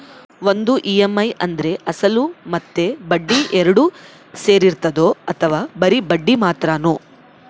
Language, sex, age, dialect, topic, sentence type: Kannada, female, 18-24, Central, banking, question